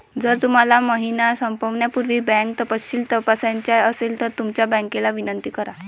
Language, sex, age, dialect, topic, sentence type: Marathi, female, 18-24, Varhadi, banking, statement